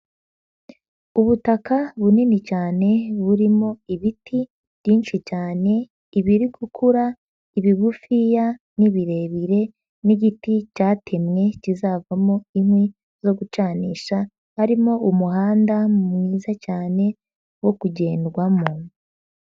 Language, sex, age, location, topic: Kinyarwanda, female, 18-24, Huye, agriculture